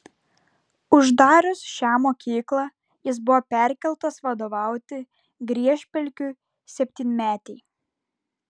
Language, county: Lithuanian, Klaipėda